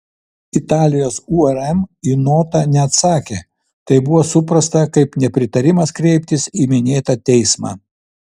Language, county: Lithuanian, Vilnius